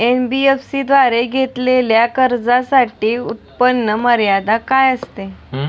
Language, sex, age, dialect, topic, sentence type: Marathi, female, 18-24, Standard Marathi, banking, question